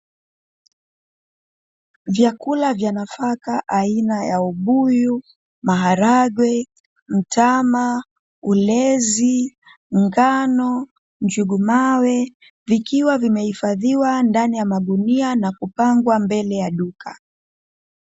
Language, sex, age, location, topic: Swahili, female, 25-35, Dar es Salaam, agriculture